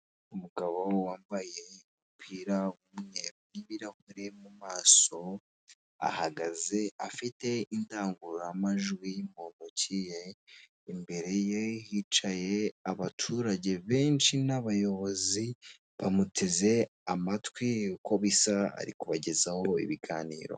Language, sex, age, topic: Kinyarwanda, male, 18-24, government